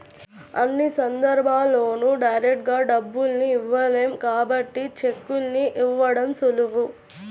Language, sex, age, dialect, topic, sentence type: Telugu, female, 41-45, Central/Coastal, banking, statement